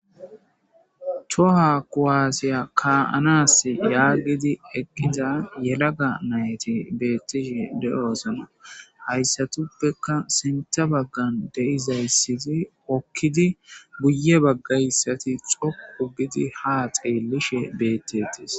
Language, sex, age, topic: Gamo, male, 18-24, government